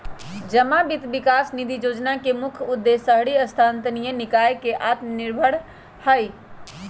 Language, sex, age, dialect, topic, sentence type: Magahi, female, 31-35, Western, banking, statement